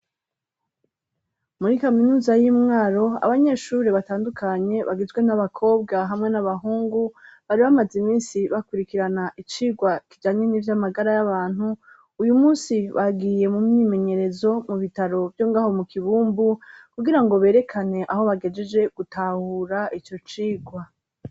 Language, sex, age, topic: Rundi, female, 36-49, education